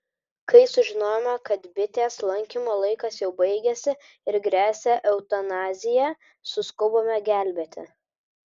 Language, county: Lithuanian, Vilnius